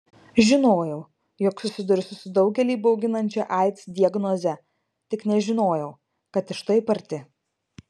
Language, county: Lithuanian, Marijampolė